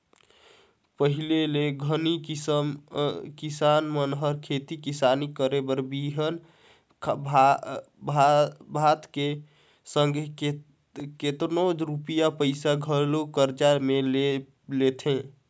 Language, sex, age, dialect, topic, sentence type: Chhattisgarhi, male, 18-24, Northern/Bhandar, banking, statement